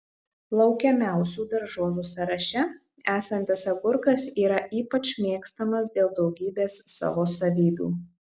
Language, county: Lithuanian, Marijampolė